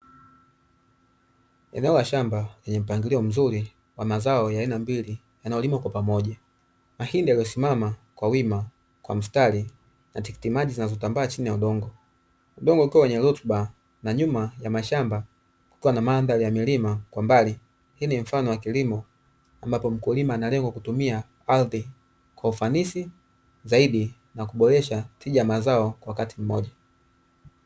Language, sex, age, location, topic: Swahili, male, 25-35, Dar es Salaam, agriculture